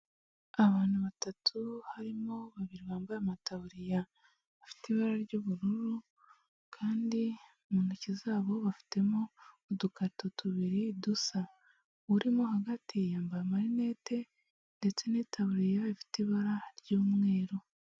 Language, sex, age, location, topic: Kinyarwanda, female, 36-49, Huye, health